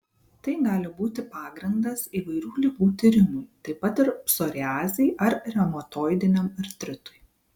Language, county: Lithuanian, Vilnius